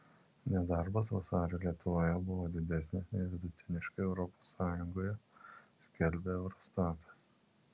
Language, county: Lithuanian, Alytus